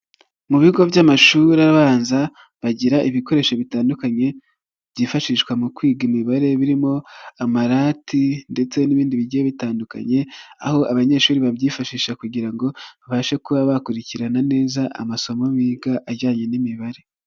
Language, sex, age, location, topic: Kinyarwanda, male, 25-35, Nyagatare, education